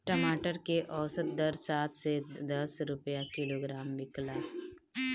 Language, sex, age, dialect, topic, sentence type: Bhojpuri, female, 25-30, Northern, agriculture, question